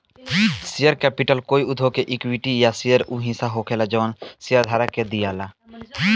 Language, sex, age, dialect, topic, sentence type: Bhojpuri, male, <18, Southern / Standard, banking, statement